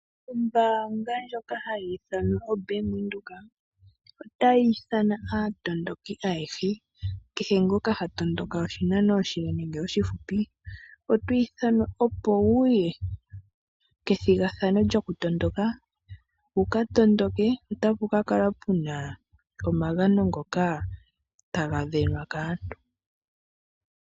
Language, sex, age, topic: Oshiwambo, female, 18-24, finance